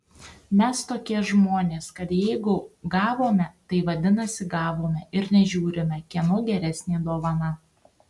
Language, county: Lithuanian, Tauragė